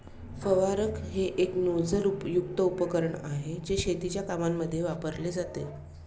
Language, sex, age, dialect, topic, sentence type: Marathi, female, 36-40, Standard Marathi, agriculture, statement